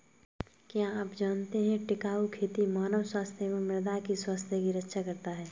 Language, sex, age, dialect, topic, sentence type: Hindi, female, 18-24, Kanauji Braj Bhasha, agriculture, statement